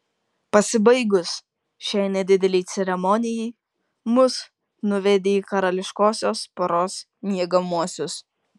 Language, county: Lithuanian, Kaunas